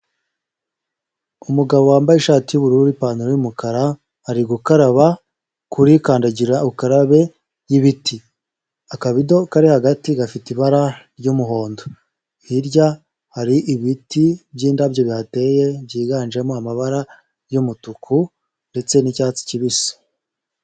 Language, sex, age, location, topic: Kinyarwanda, male, 25-35, Huye, health